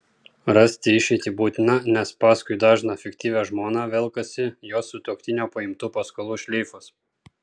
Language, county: Lithuanian, Kaunas